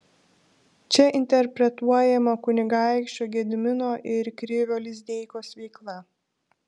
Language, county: Lithuanian, Šiauliai